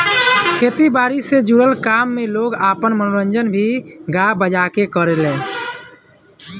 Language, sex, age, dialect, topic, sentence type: Bhojpuri, male, 25-30, Southern / Standard, agriculture, statement